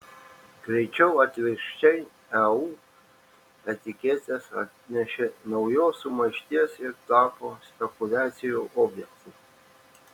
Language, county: Lithuanian, Šiauliai